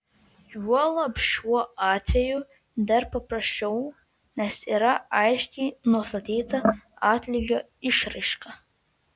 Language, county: Lithuanian, Vilnius